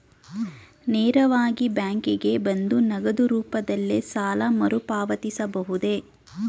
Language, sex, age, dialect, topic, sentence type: Kannada, female, 25-30, Mysore Kannada, banking, question